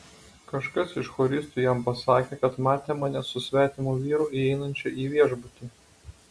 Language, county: Lithuanian, Utena